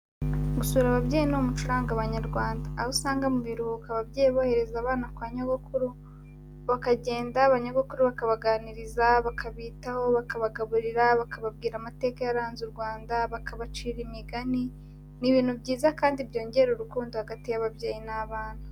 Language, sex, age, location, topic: Kinyarwanda, female, 18-24, Kigali, health